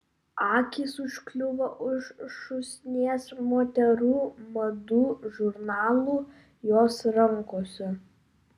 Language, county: Lithuanian, Vilnius